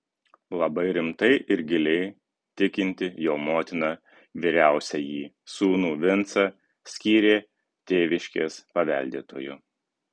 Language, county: Lithuanian, Kaunas